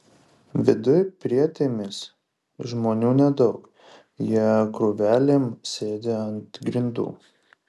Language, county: Lithuanian, Šiauliai